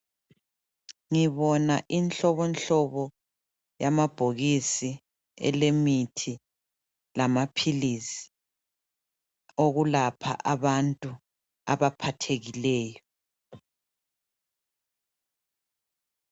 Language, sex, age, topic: North Ndebele, female, 25-35, health